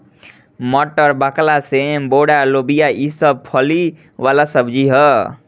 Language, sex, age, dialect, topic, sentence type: Bhojpuri, male, 18-24, Northern, agriculture, statement